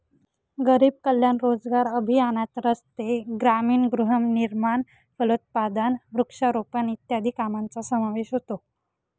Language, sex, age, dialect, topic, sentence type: Marathi, female, 18-24, Northern Konkan, banking, statement